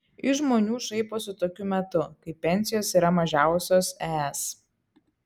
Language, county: Lithuanian, Kaunas